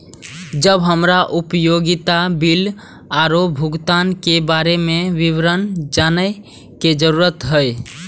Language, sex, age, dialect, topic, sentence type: Maithili, male, 18-24, Eastern / Thethi, banking, question